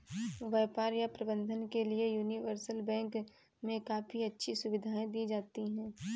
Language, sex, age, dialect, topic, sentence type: Hindi, female, 25-30, Kanauji Braj Bhasha, banking, statement